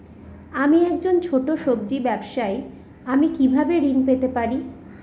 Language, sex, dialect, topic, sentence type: Bengali, female, Northern/Varendri, banking, question